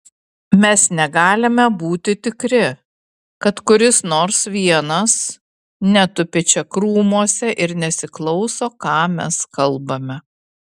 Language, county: Lithuanian, Vilnius